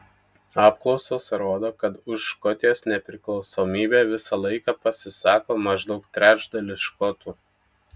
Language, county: Lithuanian, Telšiai